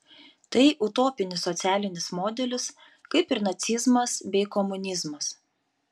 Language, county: Lithuanian, Panevėžys